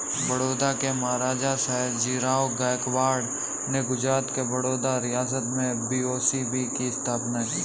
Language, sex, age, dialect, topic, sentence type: Hindi, male, 18-24, Kanauji Braj Bhasha, banking, statement